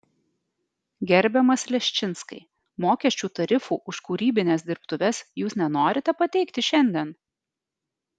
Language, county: Lithuanian, Alytus